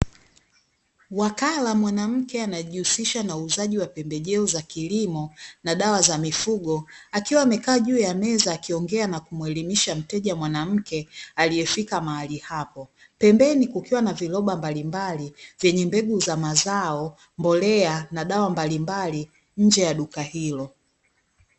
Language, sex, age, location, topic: Swahili, female, 25-35, Dar es Salaam, agriculture